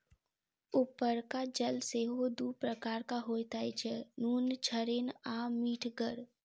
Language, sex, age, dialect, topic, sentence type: Maithili, female, 25-30, Southern/Standard, agriculture, statement